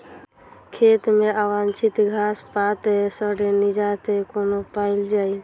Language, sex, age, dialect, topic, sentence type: Maithili, female, 31-35, Southern/Standard, agriculture, question